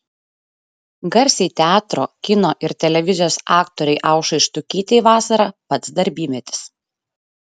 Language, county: Lithuanian, Šiauliai